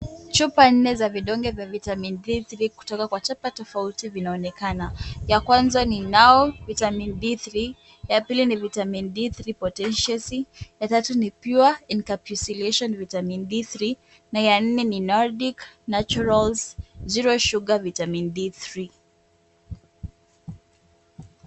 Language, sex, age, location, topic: Swahili, female, 18-24, Kisumu, health